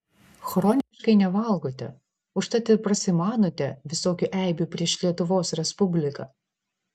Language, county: Lithuanian, Vilnius